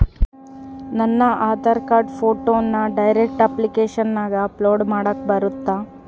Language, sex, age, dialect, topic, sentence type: Kannada, female, 18-24, Central, banking, question